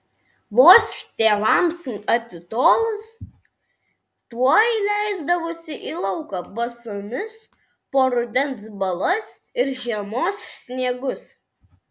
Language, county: Lithuanian, Vilnius